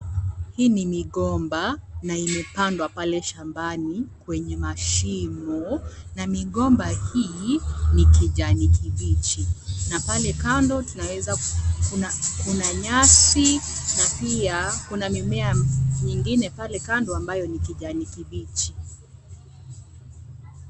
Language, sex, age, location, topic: Swahili, female, 18-24, Kisii, agriculture